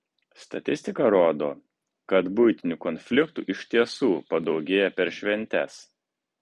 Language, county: Lithuanian, Kaunas